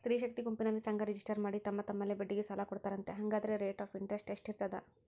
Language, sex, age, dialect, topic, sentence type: Kannada, female, 41-45, Central, banking, question